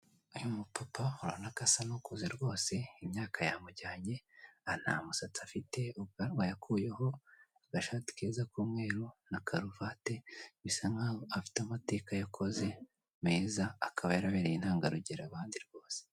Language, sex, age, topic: Kinyarwanda, male, 18-24, government